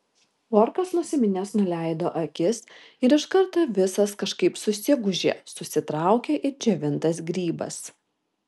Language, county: Lithuanian, Vilnius